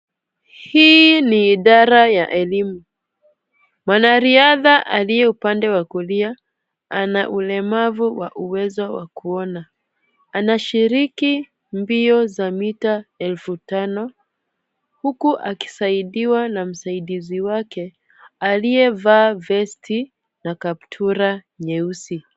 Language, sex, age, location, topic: Swahili, female, 25-35, Kisumu, education